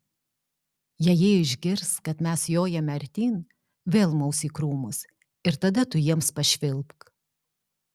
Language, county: Lithuanian, Alytus